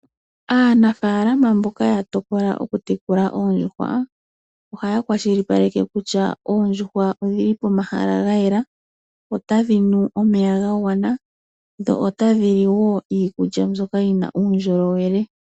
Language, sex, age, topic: Oshiwambo, female, 18-24, agriculture